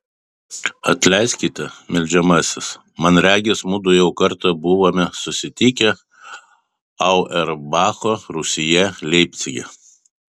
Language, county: Lithuanian, Vilnius